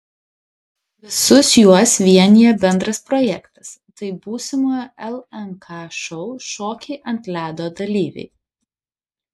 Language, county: Lithuanian, Kaunas